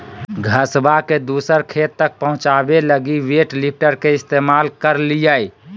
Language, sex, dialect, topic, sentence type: Magahi, male, Southern, agriculture, statement